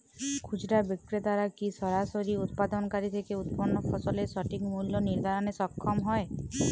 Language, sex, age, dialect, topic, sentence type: Bengali, female, 41-45, Jharkhandi, agriculture, question